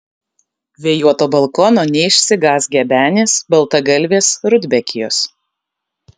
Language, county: Lithuanian, Kaunas